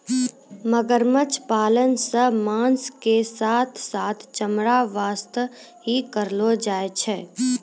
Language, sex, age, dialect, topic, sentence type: Maithili, female, 36-40, Angika, agriculture, statement